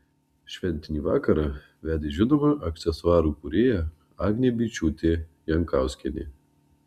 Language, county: Lithuanian, Marijampolė